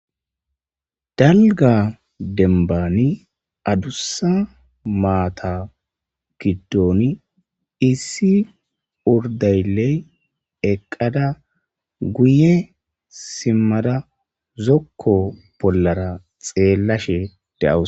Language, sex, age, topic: Gamo, female, 25-35, agriculture